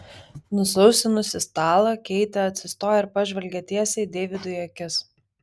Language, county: Lithuanian, Vilnius